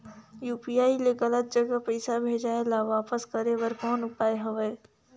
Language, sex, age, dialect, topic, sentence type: Chhattisgarhi, female, 46-50, Northern/Bhandar, banking, question